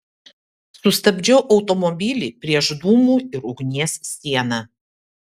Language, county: Lithuanian, Vilnius